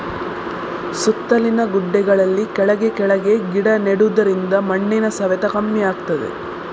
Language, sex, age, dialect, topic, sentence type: Kannada, female, 18-24, Coastal/Dakshin, agriculture, statement